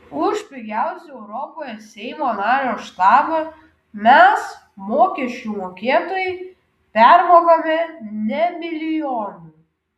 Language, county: Lithuanian, Kaunas